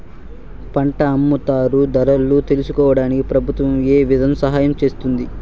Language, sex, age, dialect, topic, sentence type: Telugu, male, 18-24, Southern, agriculture, question